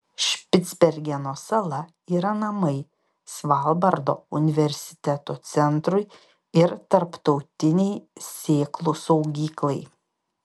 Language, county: Lithuanian, Panevėžys